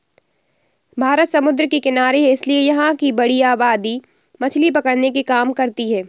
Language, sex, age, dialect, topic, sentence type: Hindi, female, 60-100, Awadhi Bundeli, agriculture, statement